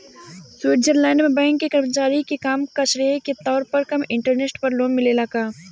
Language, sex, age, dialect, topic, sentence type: Bhojpuri, female, 25-30, Southern / Standard, banking, question